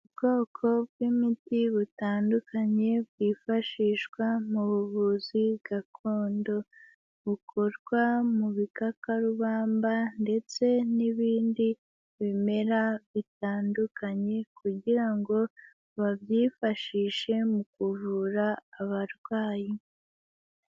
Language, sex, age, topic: Kinyarwanda, female, 18-24, health